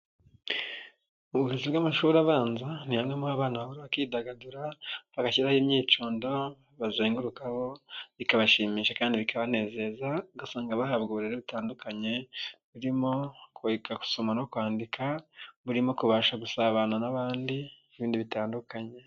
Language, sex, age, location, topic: Kinyarwanda, male, 25-35, Nyagatare, education